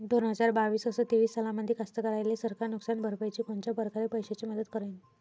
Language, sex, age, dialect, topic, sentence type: Marathi, female, 25-30, Varhadi, agriculture, question